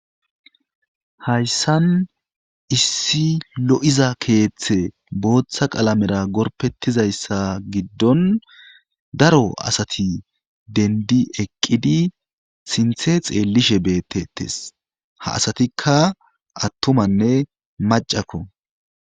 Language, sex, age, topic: Gamo, male, 18-24, government